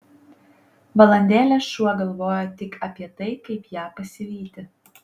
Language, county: Lithuanian, Panevėžys